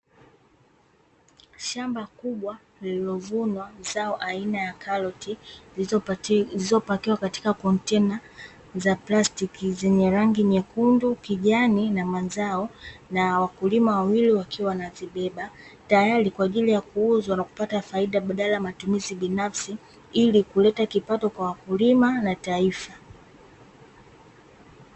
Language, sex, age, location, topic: Swahili, female, 18-24, Dar es Salaam, agriculture